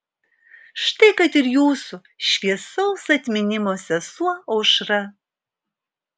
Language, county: Lithuanian, Alytus